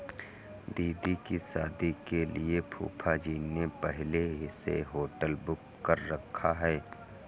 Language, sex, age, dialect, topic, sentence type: Hindi, male, 51-55, Kanauji Braj Bhasha, banking, statement